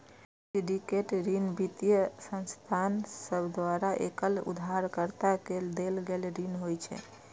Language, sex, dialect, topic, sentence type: Maithili, female, Eastern / Thethi, banking, statement